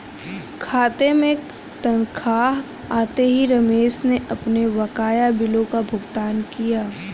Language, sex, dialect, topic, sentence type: Hindi, female, Hindustani Malvi Khadi Boli, banking, statement